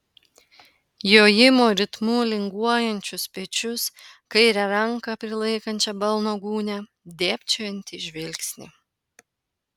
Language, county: Lithuanian, Panevėžys